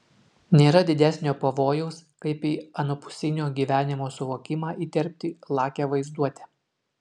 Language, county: Lithuanian, Utena